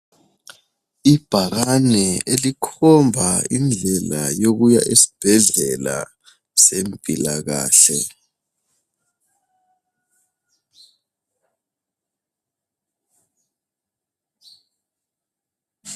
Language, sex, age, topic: North Ndebele, male, 25-35, health